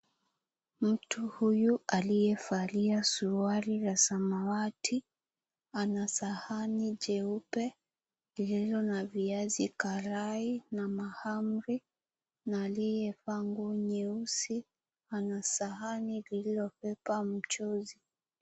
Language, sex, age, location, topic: Swahili, female, 18-24, Mombasa, agriculture